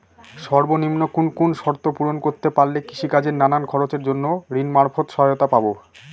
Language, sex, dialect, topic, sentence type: Bengali, male, Northern/Varendri, banking, question